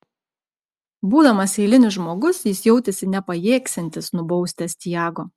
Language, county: Lithuanian, Klaipėda